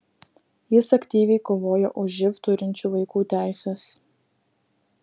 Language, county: Lithuanian, Klaipėda